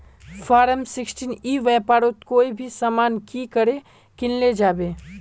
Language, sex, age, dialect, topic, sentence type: Magahi, male, 18-24, Northeastern/Surjapuri, agriculture, question